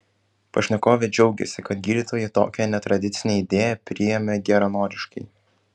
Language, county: Lithuanian, Kaunas